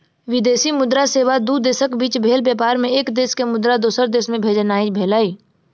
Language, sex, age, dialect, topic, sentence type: Maithili, female, 60-100, Southern/Standard, banking, statement